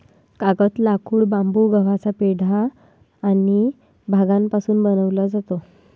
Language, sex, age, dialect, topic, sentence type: Marathi, female, 18-24, Varhadi, agriculture, statement